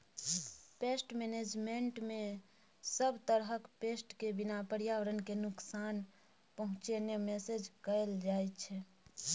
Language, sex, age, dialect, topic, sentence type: Maithili, female, 18-24, Bajjika, agriculture, statement